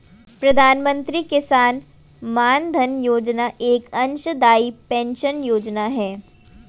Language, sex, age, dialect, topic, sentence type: Hindi, female, 41-45, Hindustani Malvi Khadi Boli, agriculture, statement